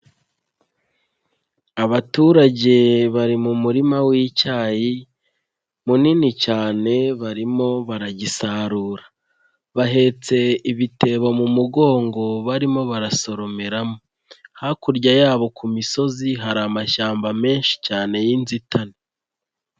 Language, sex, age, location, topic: Kinyarwanda, female, 25-35, Nyagatare, agriculture